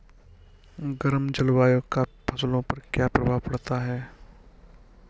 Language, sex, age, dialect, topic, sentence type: Hindi, male, 60-100, Kanauji Braj Bhasha, agriculture, question